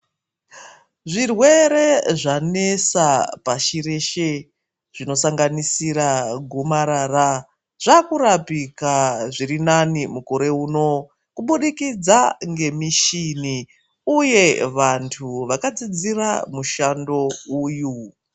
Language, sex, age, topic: Ndau, female, 36-49, health